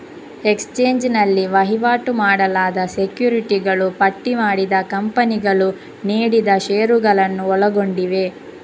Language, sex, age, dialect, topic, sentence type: Kannada, female, 18-24, Coastal/Dakshin, banking, statement